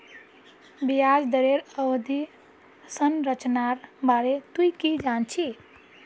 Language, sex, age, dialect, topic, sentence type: Magahi, female, 25-30, Northeastern/Surjapuri, banking, statement